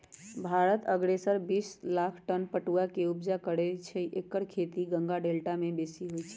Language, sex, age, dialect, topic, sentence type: Magahi, female, 25-30, Western, agriculture, statement